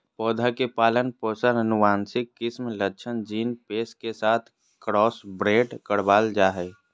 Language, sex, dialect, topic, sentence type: Magahi, female, Southern, agriculture, statement